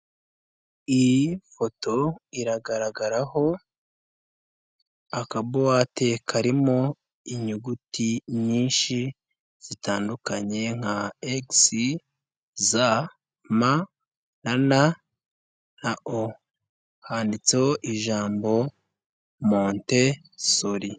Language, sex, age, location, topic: Kinyarwanda, male, 18-24, Nyagatare, education